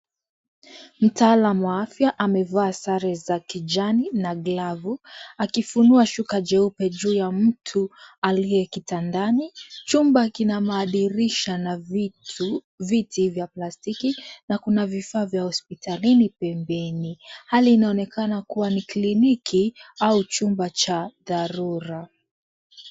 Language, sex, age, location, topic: Swahili, female, 18-24, Kisii, health